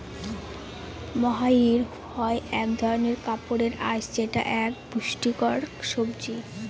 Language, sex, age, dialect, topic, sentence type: Bengali, female, 18-24, Northern/Varendri, agriculture, statement